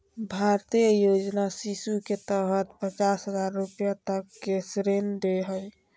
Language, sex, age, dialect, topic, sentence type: Magahi, female, 25-30, Southern, banking, statement